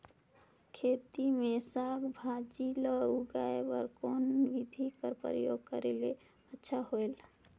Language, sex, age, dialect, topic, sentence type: Chhattisgarhi, female, 18-24, Northern/Bhandar, agriculture, question